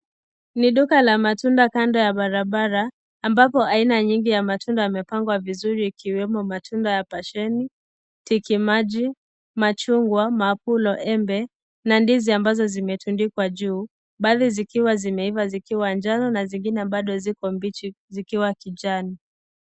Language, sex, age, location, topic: Swahili, female, 18-24, Kisii, finance